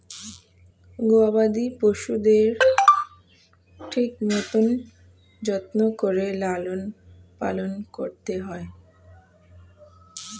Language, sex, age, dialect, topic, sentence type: Bengali, female, <18, Standard Colloquial, agriculture, statement